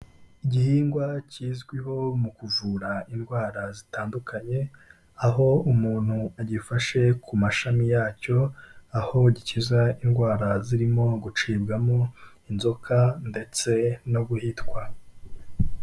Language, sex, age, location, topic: Kinyarwanda, male, 18-24, Kigali, health